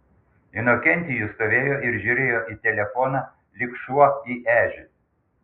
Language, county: Lithuanian, Panevėžys